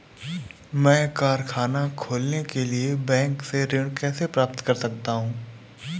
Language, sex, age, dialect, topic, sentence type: Hindi, male, 18-24, Awadhi Bundeli, banking, question